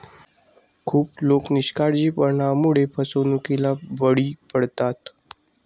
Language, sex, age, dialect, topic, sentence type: Marathi, male, 60-100, Standard Marathi, banking, statement